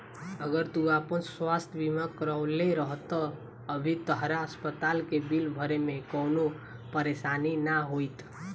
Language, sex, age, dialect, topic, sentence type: Bhojpuri, female, 18-24, Southern / Standard, banking, statement